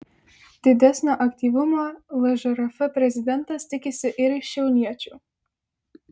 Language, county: Lithuanian, Vilnius